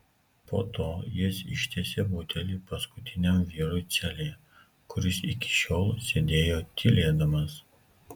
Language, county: Lithuanian, Kaunas